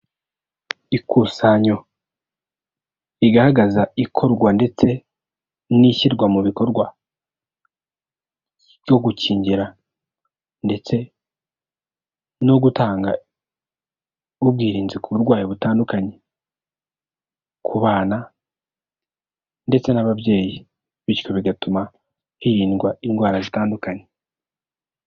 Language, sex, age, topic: Kinyarwanda, male, 18-24, health